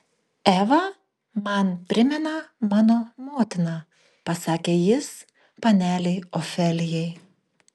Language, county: Lithuanian, Panevėžys